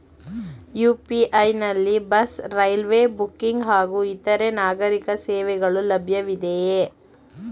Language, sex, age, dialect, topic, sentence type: Kannada, female, 25-30, Mysore Kannada, banking, question